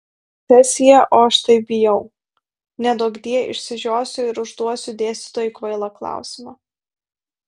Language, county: Lithuanian, Vilnius